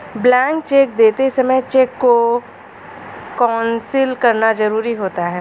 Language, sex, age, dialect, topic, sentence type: Hindi, female, 25-30, Awadhi Bundeli, banking, statement